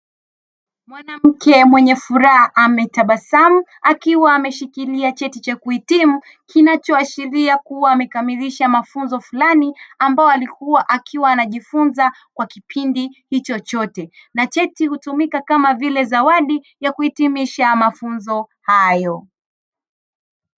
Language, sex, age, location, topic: Swahili, female, 36-49, Dar es Salaam, education